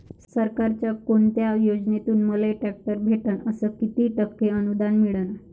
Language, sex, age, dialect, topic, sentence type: Marathi, female, 60-100, Varhadi, agriculture, question